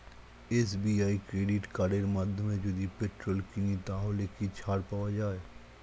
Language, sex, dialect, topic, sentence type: Bengali, male, Standard Colloquial, banking, question